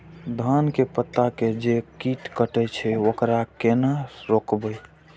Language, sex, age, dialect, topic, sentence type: Maithili, male, 18-24, Eastern / Thethi, agriculture, question